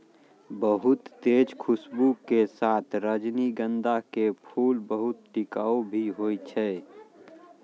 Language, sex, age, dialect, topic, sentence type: Maithili, male, 36-40, Angika, agriculture, statement